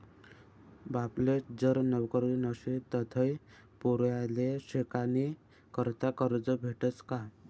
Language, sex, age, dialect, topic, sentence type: Marathi, male, 18-24, Northern Konkan, banking, statement